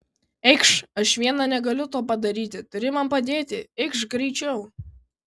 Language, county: Lithuanian, Kaunas